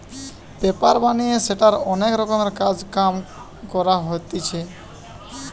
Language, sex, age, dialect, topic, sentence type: Bengali, male, 18-24, Western, agriculture, statement